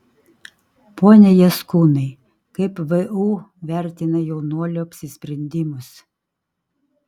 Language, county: Lithuanian, Kaunas